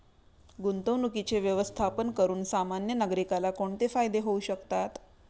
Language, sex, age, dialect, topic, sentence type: Marathi, female, 31-35, Standard Marathi, banking, statement